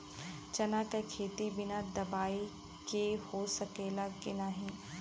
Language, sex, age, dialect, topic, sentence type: Bhojpuri, female, 31-35, Western, agriculture, question